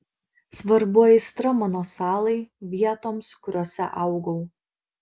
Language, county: Lithuanian, Marijampolė